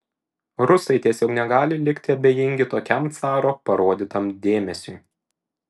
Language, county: Lithuanian, Šiauliai